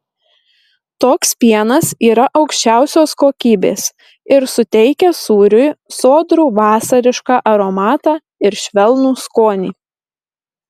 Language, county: Lithuanian, Marijampolė